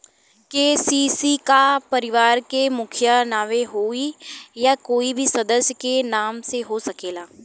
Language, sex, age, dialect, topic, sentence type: Bhojpuri, female, 18-24, Western, agriculture, question